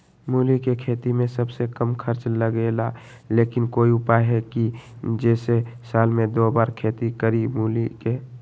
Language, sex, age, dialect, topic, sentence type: Magahi, male, 18-24, Western, agriculture, question